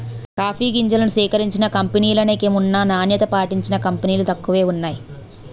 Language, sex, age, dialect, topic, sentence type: Telugu, female, 18-24, Utterandhra, agriculture, statement